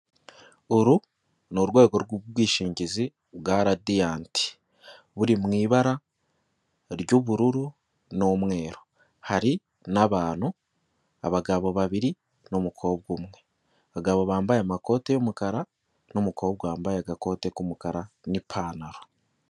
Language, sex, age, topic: Kinyarwanda, male, 18-24, finance